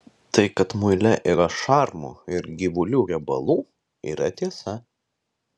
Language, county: Lithuanian, Vilnius